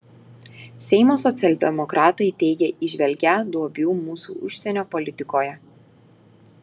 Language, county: Lithuanian, Telšiai